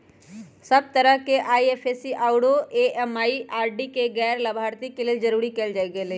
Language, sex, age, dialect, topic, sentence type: Magahi, female, 18-24, Western, banking, statement